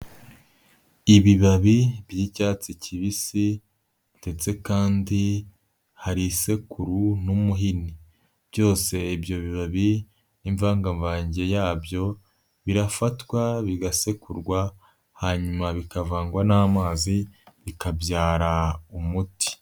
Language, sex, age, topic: Kinyarwanda, male, 18-24, health